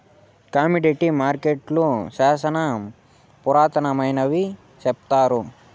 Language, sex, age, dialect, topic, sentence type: Telugu, male, 18-24, Southern, banking, statement